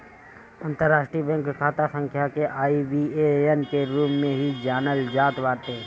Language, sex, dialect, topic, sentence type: Bhojpuri, male, Northern, banking, statement